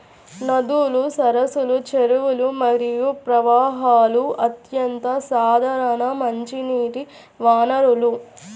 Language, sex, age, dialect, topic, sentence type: Telugu, female, 41-45, Central/Coastal, agriculture, statement